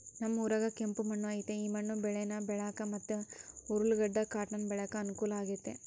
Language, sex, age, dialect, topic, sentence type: Kannada, female, 18-24, Central, agriculture, statement